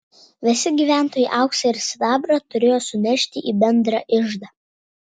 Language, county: Lithuanian, Vilnius